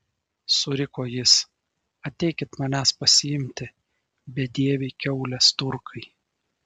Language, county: Lithuanian, Šiauliai